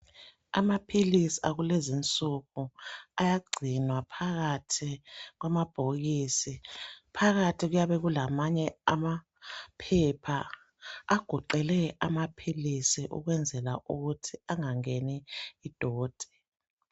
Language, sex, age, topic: North Ndebele, male, 50+, health